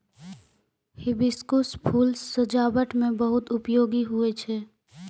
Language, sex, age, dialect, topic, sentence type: Maithili, female, 18-24, Angika, agriculture, statement